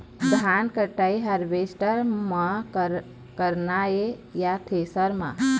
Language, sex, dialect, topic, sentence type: Chhattisgarhi, female, Eastern, agriculture, question